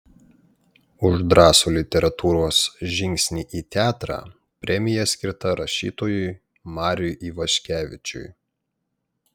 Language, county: Lithuanian, Panevėžys